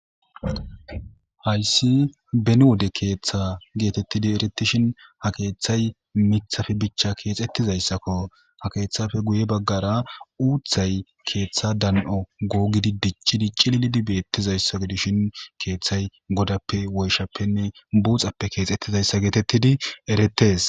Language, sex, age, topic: Gamo, male, 25-35, government